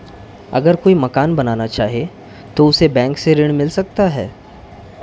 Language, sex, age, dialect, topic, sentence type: Hindi, male, 25-30, Marwari Dhudhari, banking, question